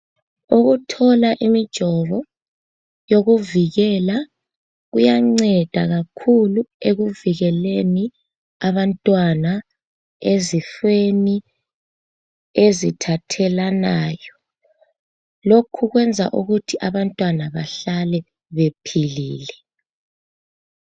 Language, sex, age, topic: North Ndebele, female, 18-24, health